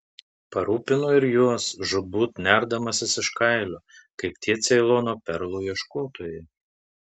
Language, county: Lithuanian, Telšiai